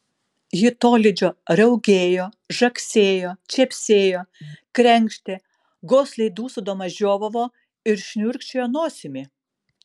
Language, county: Lithuanian, Kaunas